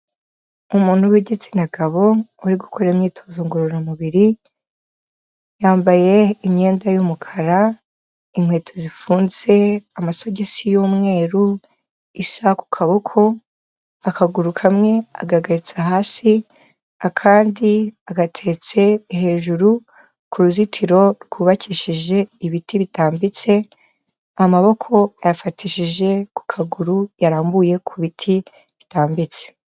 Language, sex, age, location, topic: Kinyarwanda, female, 25-35, Kigali, health